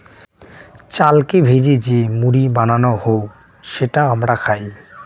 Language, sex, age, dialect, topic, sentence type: Bengali, male, 18-24, Rajbangshi, agriculture, statement